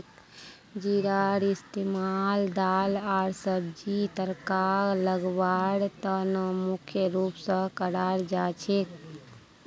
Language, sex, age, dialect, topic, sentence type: Magahi, female, 18-24, Northeastern/Surjapuri, agriculture, statement